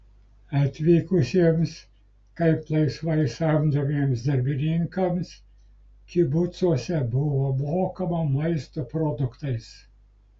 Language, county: Lithuanian, Klaipėda